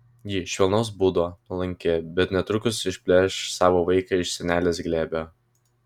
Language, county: Lithuanian, Vilnius